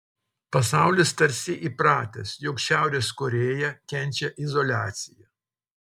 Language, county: Lithuanian, Telšiai